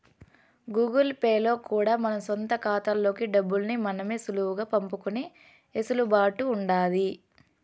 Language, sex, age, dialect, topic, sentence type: Telugu, female, 18-24, Southern, banking, statement